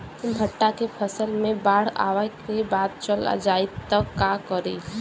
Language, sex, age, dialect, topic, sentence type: Bhojpuri, female, 18-24, Western, agriculture, question